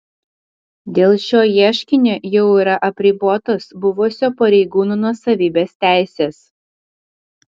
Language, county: Lithuanian, Klaipėda